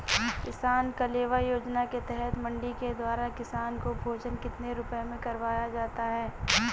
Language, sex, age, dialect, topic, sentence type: Hindi, female, 18-24, Marwari Dhudhari, agriculture, question